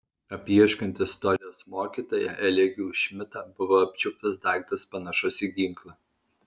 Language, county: Lithuanian, Alytus